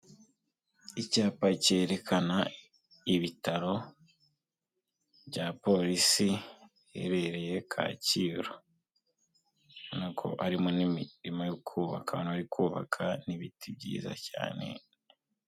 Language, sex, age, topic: Kinyarwanda, male, 18-24, government